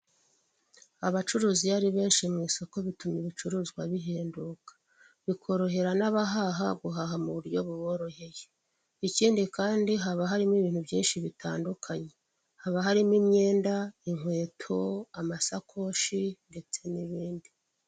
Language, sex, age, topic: Kinyarwanda, female, 36-49, finance